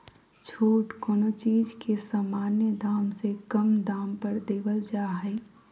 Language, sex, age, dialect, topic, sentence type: Magahi, female, 18-24, Southern, banking, statement